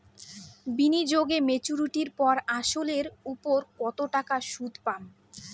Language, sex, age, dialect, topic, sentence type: Bengali, female, 18-24, Rajbangshi, banking, question